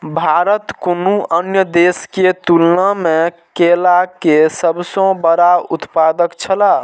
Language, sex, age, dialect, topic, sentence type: Maithili, male, 18-24, Eastern / Thethi, agriculture, statement